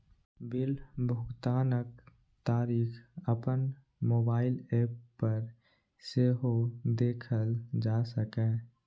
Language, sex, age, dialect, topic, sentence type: Maithili, male, 18-24, Eastern / Thethi, banking, statement